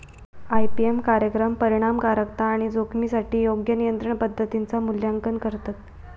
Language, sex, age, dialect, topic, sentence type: Marathi, female, 18-24, Southern Konkan, agriculture, statement